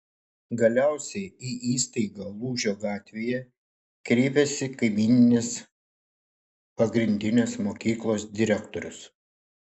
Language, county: Lithuanian, Šiauliai